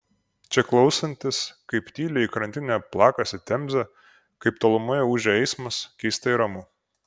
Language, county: Lithuanian, Kaunas